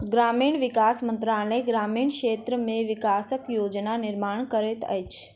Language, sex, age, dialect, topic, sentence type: Maithili, female, 51-55, Southern/Standard, agriculture, statement